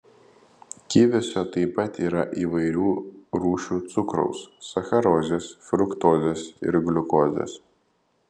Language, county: Lithuanian, Panevėžys